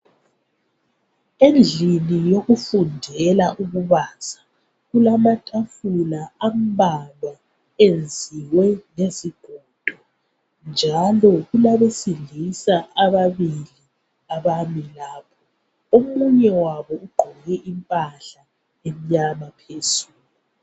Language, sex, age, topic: North Ndebele, female, 25-35, education